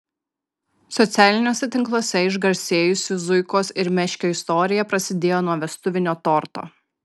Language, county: Lithuanian, Kaunas